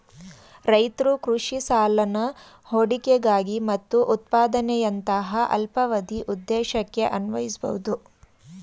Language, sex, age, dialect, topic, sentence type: Kannada, female, 31-35, Mysore Kannada, agriculture, statement